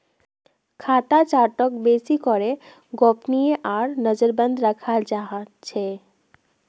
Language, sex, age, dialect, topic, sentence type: Magahi, female, 18-24, Northeastern/Surjapuri, banking, statement